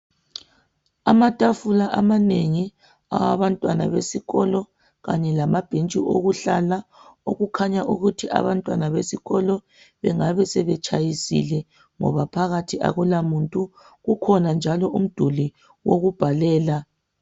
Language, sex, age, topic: North Ndebele, female, 25-35, education